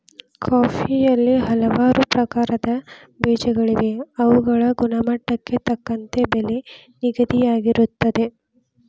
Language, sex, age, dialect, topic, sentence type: Kannada, male, 25-30, Dharwad Kannada, agriculture, statement